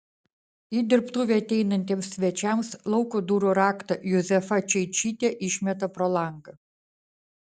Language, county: Lithuanian, Vilnius